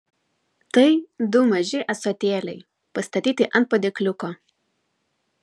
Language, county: Lithuanian, Vilnius